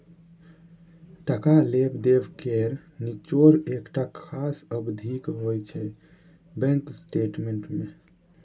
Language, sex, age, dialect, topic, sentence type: Maithili, male, 18-24, Bajjika, banking, statement